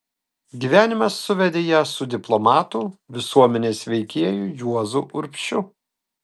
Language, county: Lithuanian, Telšiai